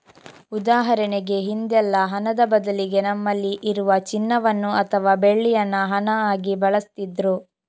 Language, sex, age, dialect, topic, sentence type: Kannada, female, 25-30, Coastal/Dakshin, banking, statement